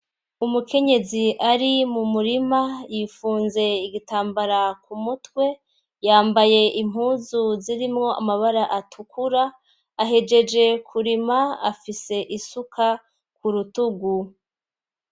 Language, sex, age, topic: Rundi, female, 25-35, agriculture